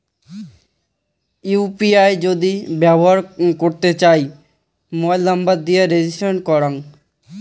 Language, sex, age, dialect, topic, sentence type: Bengali, male, 18-24, Rajbangshi, banking, statement